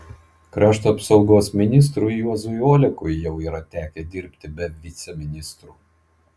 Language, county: Lithuanian, Klaipėda